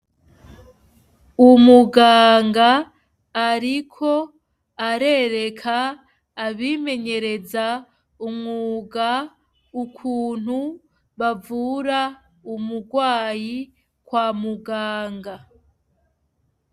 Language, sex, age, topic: Rundi, female, 25-35, education